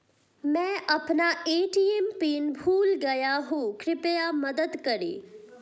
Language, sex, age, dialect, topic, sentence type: Hindi, female, 18-24, Hindustani Malvi Khadi Boli, banking, statement